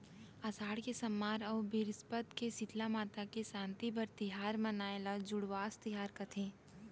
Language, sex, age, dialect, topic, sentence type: Chhattisgarhi, female, 18-24, Central, agriculture, statement